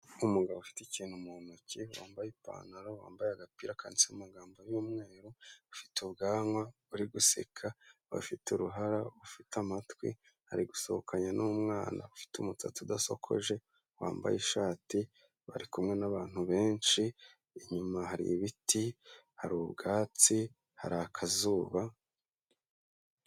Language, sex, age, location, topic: Kinyarwanda, male, 25-35, Kigali, health